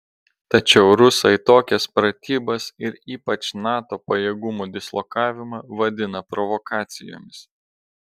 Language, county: Lithuanian, Telšiai